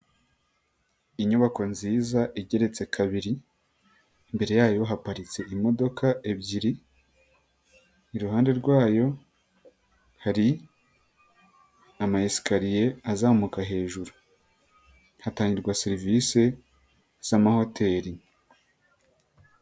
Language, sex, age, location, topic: Kinyarwanda, female, 18-24, Nyagatare, finance